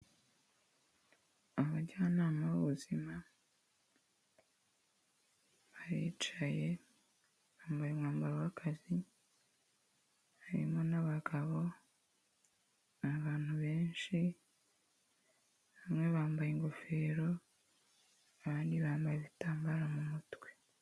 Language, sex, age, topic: Kinyarwanda, female, 25-35, health